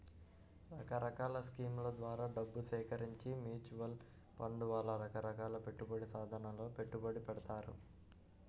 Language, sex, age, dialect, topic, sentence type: Telugu, male, 56-60, Central/Coastal, banking, statement